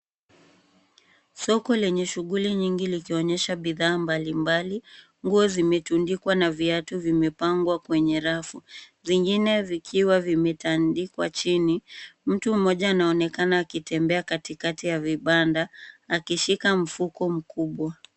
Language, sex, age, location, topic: Swahili, female, 18-24, Nairobi, finance